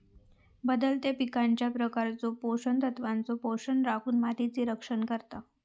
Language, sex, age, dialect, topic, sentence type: Marathi, female, 25-30, Southern Konkan, agriculture, statement